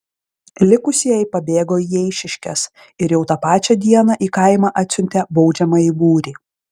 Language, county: Lithuanian, Klaipėda